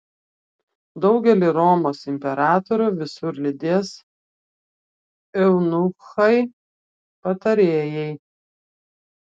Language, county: Lithuanian, Klaipėda